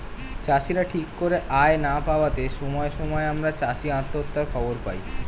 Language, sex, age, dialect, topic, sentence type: Bengali, male, 18-24, Standard Colloquial, agriculture, statement